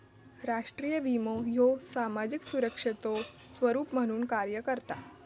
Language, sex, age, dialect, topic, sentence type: Marathi, female, 18-24, Southern Konkan, banking, statement